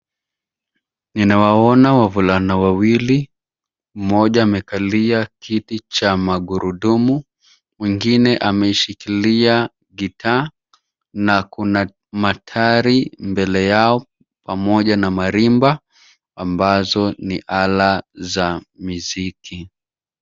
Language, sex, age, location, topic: Swahili, male, 25-35, Nairobi, education